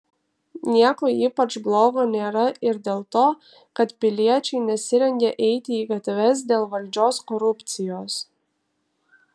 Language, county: Lithuanian, Kaunas